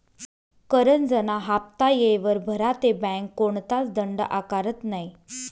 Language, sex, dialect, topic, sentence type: Marathi, female, Northern Konkan, banking, statement